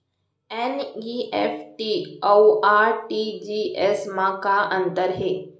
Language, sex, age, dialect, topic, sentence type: Chhattisgarhi, female, 60-100, Central, banking, question